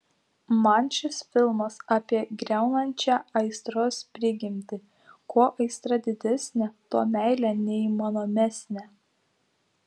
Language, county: Lithuanian, Klaipėda